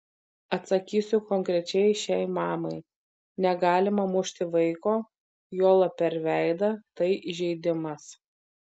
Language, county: Lithuanian, Vilnius